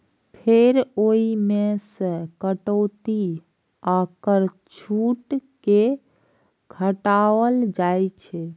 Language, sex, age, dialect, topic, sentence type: Maithili, female, 56-60, Eastern / Thethi, banking, statement